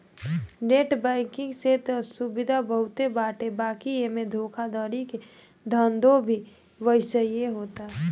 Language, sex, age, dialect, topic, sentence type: Bhojpuri, female, <18, Northern, banking, statement